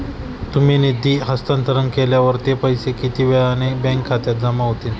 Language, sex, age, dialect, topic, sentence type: Marathi, male, 18-24, Standard Marathi, banking, question